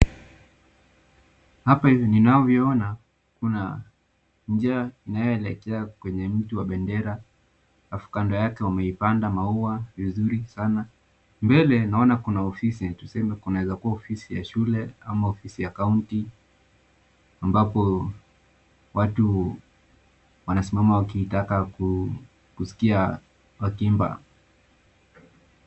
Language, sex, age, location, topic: Swahili, male, 18-24, Nakuru, education